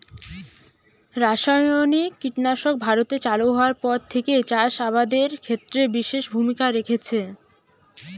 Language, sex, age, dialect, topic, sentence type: Bengali, female, 18-24, Jharkhandi, agriculture, statement